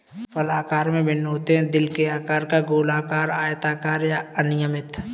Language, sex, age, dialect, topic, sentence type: Hindi, male, 18-24, Kanauji Braj Bhasha, agriculture, statement